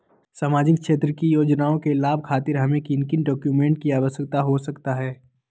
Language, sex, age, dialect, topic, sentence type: Magahi, male, 18-24, Southern, banking, question